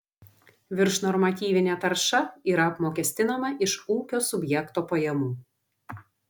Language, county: Lithuanian, Vilnius